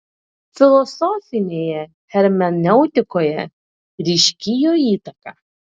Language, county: Lithuanian, Klaipėda